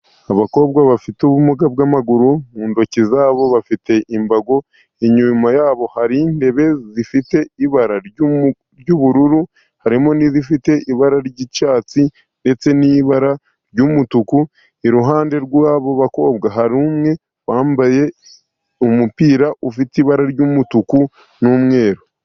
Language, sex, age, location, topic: Kinyarwanda, male, 50+, Musanze, government